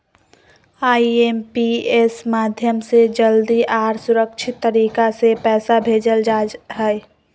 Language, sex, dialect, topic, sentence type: Magahi, female, Southern, banking, statement